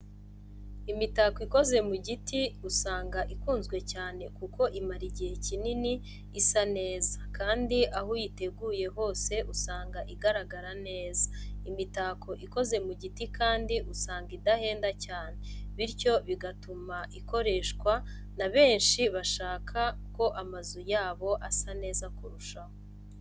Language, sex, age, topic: Kinyarwanda, female, 25-35, education